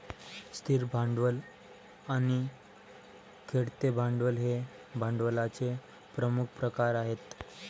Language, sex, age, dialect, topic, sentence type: Marathi, male, 18-24, Varhadi, banking, statement